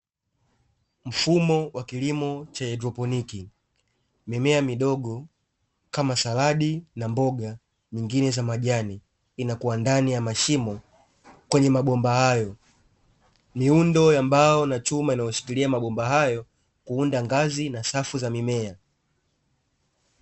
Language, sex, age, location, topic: Swahili, male, 18-24, Dar es Salaam, agriculture